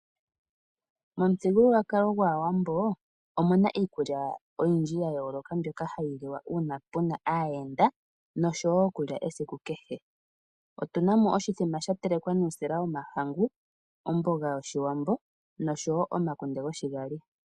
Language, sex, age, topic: Oshiwambo, female, 18-24, agriculture